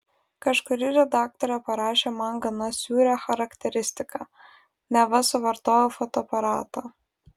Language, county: Lithuanian, Vilnius